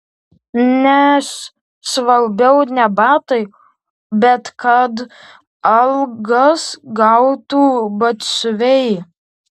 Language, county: Lithuanian, Tauragė